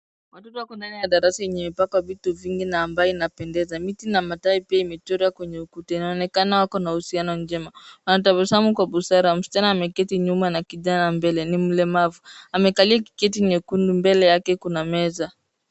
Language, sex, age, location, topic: Swahili, female, 18-24, Nairobi, education